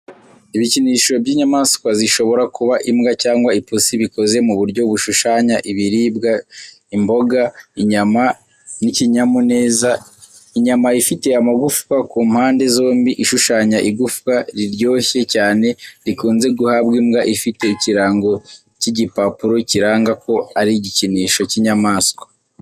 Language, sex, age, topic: Kinyarwanda, male, 18-24, education